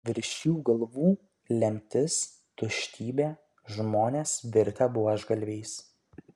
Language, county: Lithuanian, Kaunas